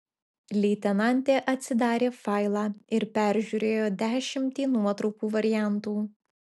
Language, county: Lithuanian, Alytus